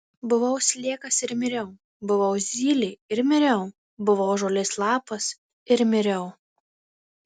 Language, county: Lithuanian, Marijampolė